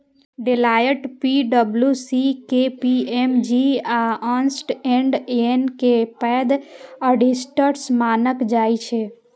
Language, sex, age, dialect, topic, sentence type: Maithili, female, 18-24, Eastern / Thethi, banking, statement